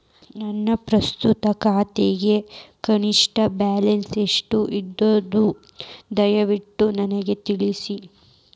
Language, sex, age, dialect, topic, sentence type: Kannada, female, 18-24, Dharwad Kannada, banking, statement